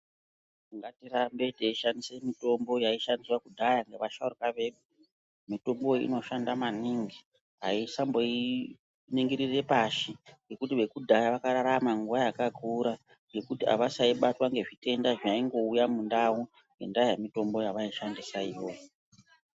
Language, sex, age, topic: Ndau, female, 36-49, health